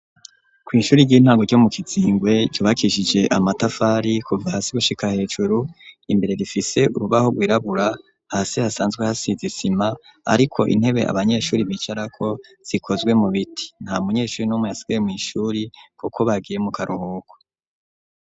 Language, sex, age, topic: Rundi, female, 18-24, education